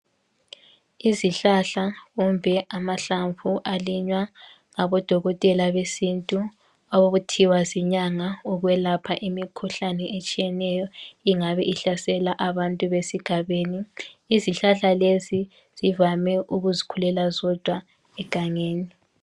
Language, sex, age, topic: North Ndebele, female, 18-24, health